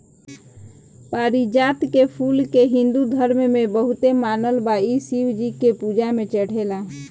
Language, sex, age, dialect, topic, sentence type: Bhojpuri, female, 25-30, Southern / Standard, agriculture, statement